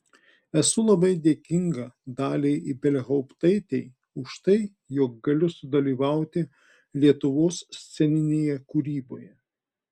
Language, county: Lithuanian, Klaipėda